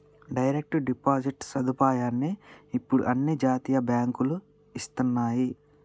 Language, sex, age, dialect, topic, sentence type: Telugu, male, 31-35, Telangana, banking, statement